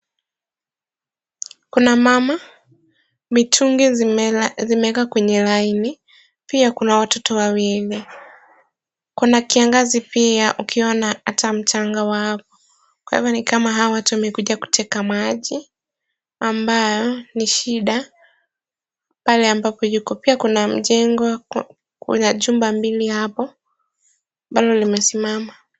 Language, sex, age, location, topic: Swahili, female, 18-24, Kisumu, health